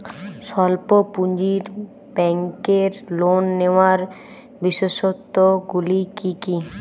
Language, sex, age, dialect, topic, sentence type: Bengali, female, 18-24, Jharkhandi, banking, question